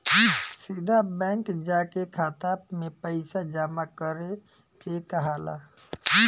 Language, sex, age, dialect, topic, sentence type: Bhojpuri, male, 18-24, Southern / Standard, banking, statement